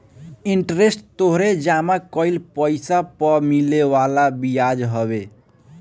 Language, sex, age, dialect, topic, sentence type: Bhojpuri, male, <18, Northern, banking, statement